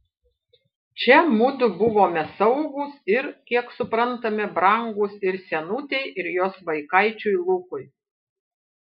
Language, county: Lithuanian, Panevėžys